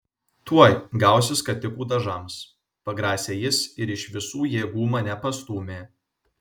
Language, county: Lithuanian, Vilnius